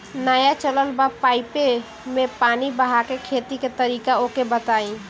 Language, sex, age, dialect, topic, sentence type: Bhojpuri, female, 18-24, Northern, agriculture, question